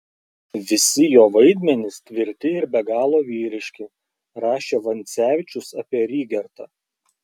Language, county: Lithuanian, Klaipėda